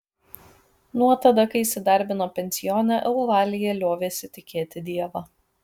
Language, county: Lithuanian, Kaunas